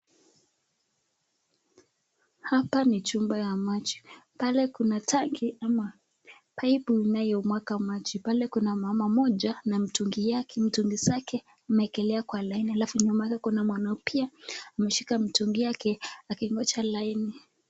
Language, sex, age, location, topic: Swahili, female, 18-24, Nakuru, health